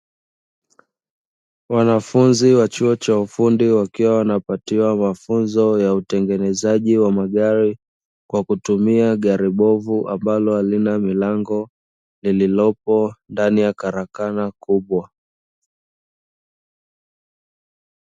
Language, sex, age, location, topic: Swahili, male, 25-35, Dar es Salaam, education